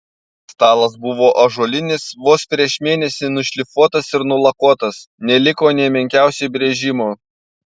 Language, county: Lithuanian, Panevėžys